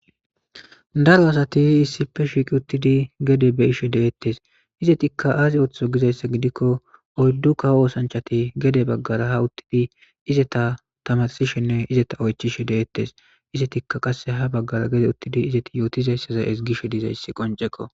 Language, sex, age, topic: Gamo, male, 25-35, government